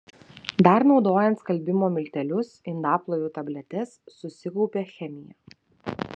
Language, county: Lithuanian, Vilnius